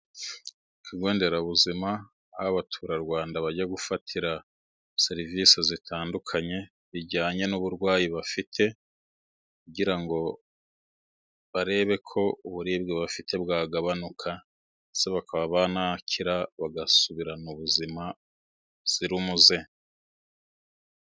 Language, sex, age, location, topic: Kinyarwanda, male, 36-49, Musanze, government